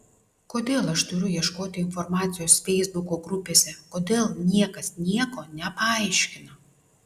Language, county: Lithuanian, Vilnius